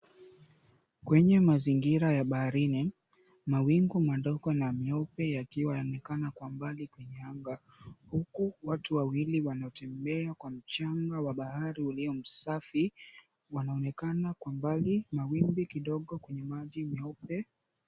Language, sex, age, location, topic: Swahili, female, 25-35, Mombasa, government